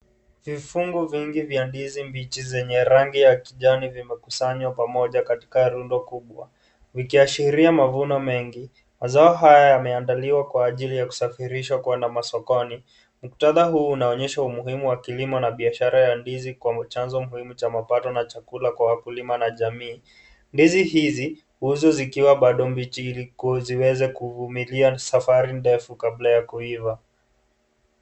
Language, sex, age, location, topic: Swahili, male, 18-24, Kisii, agriculture